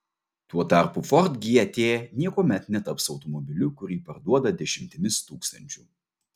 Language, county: Lithuanian, Vilnius